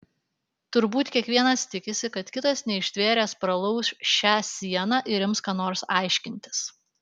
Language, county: Lithuanian, Alytus